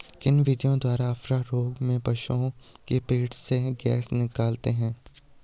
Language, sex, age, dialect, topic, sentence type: Hindi, male, 18-24, Hindustani Malvi Khadi Boli, agriculture, question